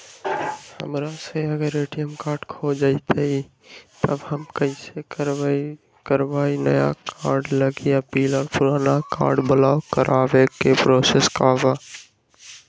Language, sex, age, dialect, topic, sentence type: Magahi, male, 25-30, Western, banking, question